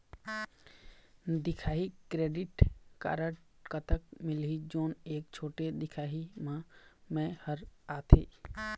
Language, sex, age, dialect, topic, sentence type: Chhattisgarhi, male, 25-30, Eastern, agriculture, question